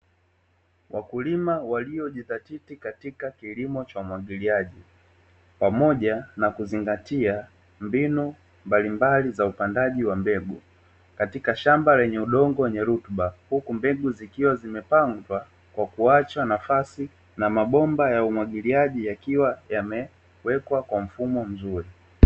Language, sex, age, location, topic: Swahili, male, 18-24, Dar es Salaam, agriculture